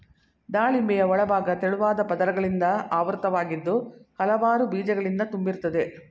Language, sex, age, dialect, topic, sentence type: Kannada, female, 56-60, Mysore Kannada, agriculture, statement